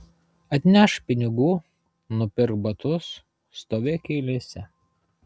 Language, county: Lithuanian, Vilnius